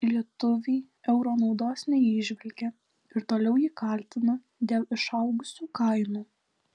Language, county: Lithuanian, Alytus